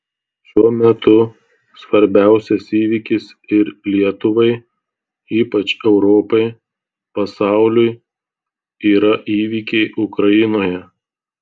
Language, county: Lithuanian, Tauragė